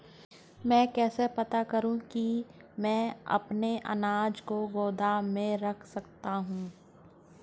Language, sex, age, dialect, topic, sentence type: Hindi, female, 41-45, Hindustani Malvi Khadi Boli, agriculture, question